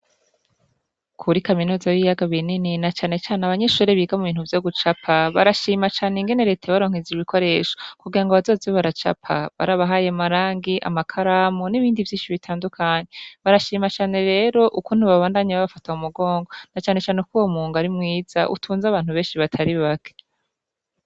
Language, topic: Rundi, education